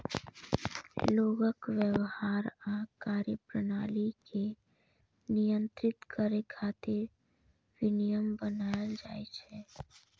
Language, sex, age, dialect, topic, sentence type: Maithili, female, 31-35, Eastern / Thethi, banking, statement